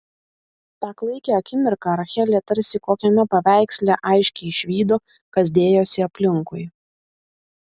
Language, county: Lithuanian, Vilnius